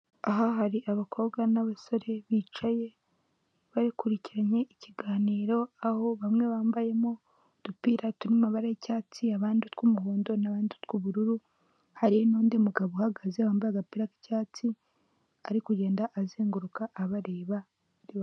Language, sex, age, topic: Kinyarwanda, female, 18-24, government